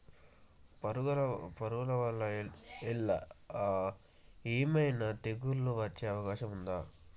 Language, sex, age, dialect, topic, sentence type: Telugu, male, 18-24, Telangana, agriculture, question